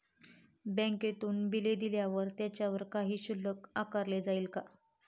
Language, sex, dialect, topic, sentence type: Marathi, female, Standard Marathi, banking, question